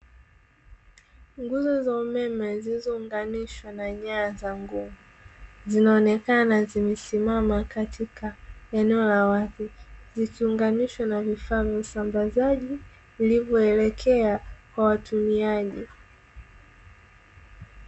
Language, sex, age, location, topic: Swahili, female, 18-24, Dar es Salaam, government